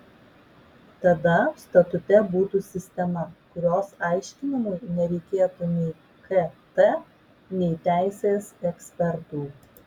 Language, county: Lithuanian, Vilnius